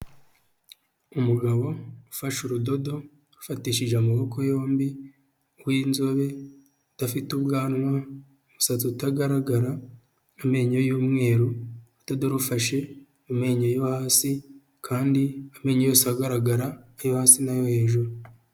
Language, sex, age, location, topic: Kinyarwanda, male, 25-35, Huye, health